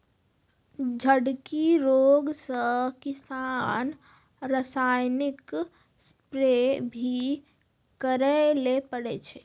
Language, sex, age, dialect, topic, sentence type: Maithili, female, 18-24, Angika, agriculture, statement